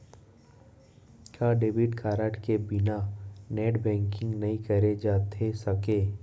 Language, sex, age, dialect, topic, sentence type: Chhattisgarhi, male, 18-24, Central, banking, question